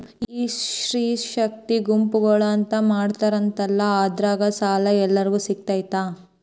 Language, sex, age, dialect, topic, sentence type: Kannada, female, 18-24, Central, banking, question